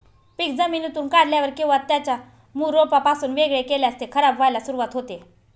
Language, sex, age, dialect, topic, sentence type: Marathi, female, 25-30, Northern Konkan, agriculture, statement